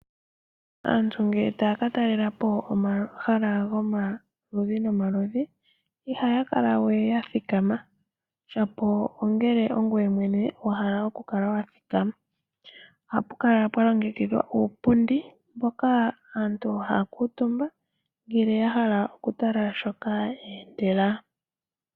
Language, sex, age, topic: Oshiwambo, female, 18-24, agriculture